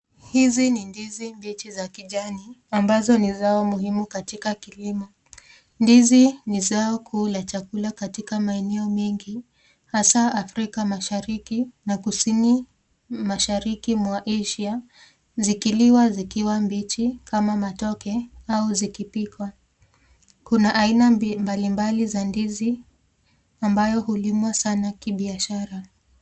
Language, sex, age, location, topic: Swahili, female, 25-35, Nakuru, agriculture